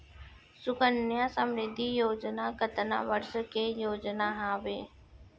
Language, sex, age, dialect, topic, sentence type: Chhattisgarhi, female, 60-100, Central, banking, question